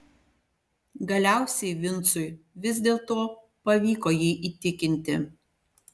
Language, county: Lithuanian, Panevėžys